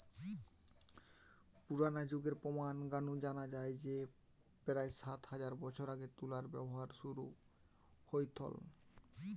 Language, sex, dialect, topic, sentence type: Bengali, male, Western, agriculture, statement